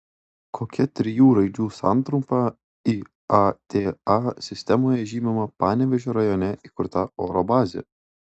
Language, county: Lithuanian, Klaipėda